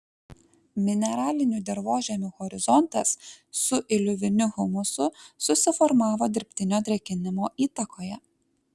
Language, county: Lithuanian, Kaunas